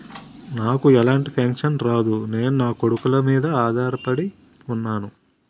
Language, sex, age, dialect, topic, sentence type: Telugu, male, 36-40, Utterandhra, banking, question